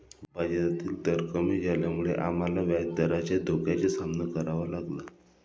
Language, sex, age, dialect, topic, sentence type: Marathi, male, 25-30, Standard Marathi, banking, statement